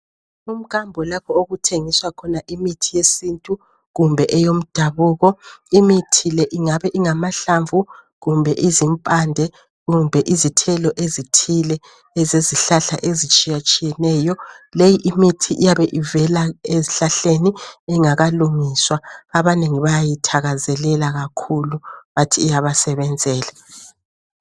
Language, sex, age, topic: North Ndebele, female, 50+, health